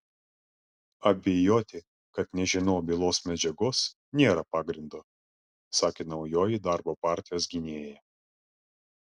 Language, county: Lithuanian, Klaipėda